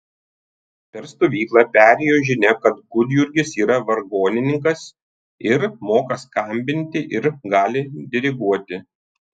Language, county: Lithuanian, Tauragė